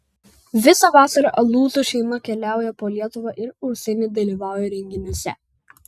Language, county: Lithuanian, Vilnius